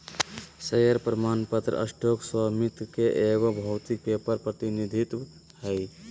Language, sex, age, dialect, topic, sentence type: Magahi, male, 18-24, Southern, banking, statement